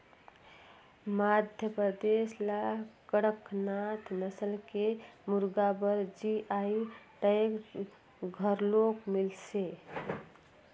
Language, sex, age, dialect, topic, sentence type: Chhattisgarhi, female, 36-40, Northern/Bhandar, agriculture, statement